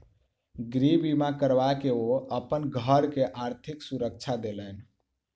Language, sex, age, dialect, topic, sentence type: Maithili, male, 18-24, Southern/Standard, banking, statement